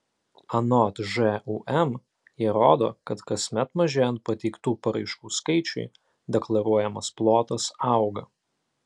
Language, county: Lithuanian, Alytus